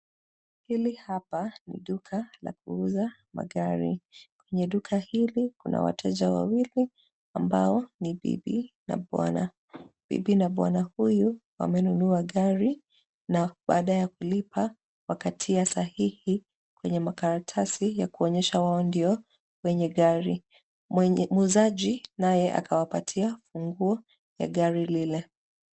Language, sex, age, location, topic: Swahili, female, 25-35, Nairobi, finance